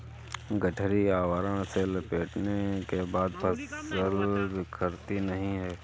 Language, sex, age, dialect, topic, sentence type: Hindi, male, 56-60, Awadhi Bundeli, agriculture, statement